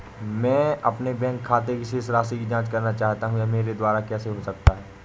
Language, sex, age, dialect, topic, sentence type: Hindi, male, 18-24, Awadhi Bundeli, banking, question